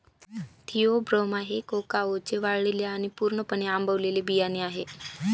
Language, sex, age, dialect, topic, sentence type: Marathi, female, 25-30, Northern Konkan, agriculture, statement